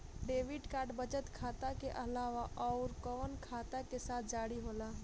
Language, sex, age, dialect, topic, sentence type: Bhojpuri, female, 18-24, Southern / Standard, banking, question